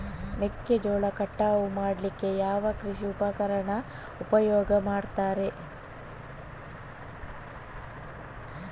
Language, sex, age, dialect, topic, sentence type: Kannada, female, 18-24, Coastal/Dakshin, agriculture, question